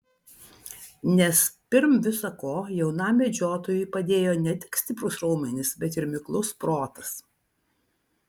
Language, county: Lithuanian, Vilnius